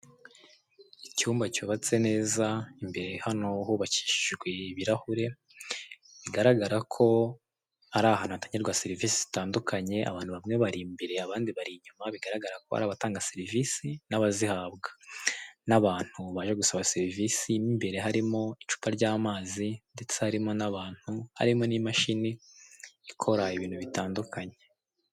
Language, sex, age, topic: Kinyarwanda, male, 18-24, finance